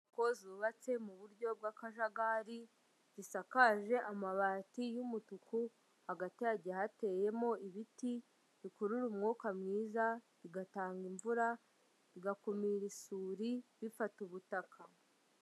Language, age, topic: Kinyarwanda, 25-35, government